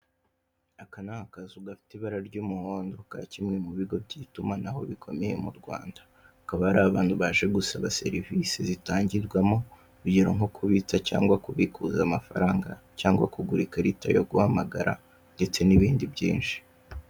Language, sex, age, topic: Kinyarwanda, male, 18-24, finance